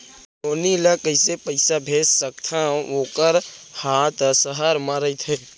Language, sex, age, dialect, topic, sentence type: Chhattisgarhi, male, 18-24, Central, banking, question